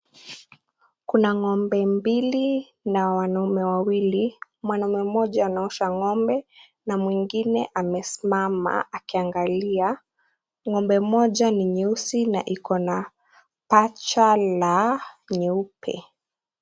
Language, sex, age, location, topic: Swahili, female, 18-24, Kisii, agriculture